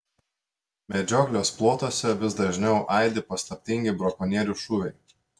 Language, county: Lithuanian, Telšiai